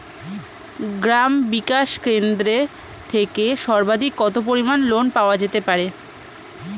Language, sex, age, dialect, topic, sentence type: Bengali, female, 18-24, Standard Colloquial, banking, question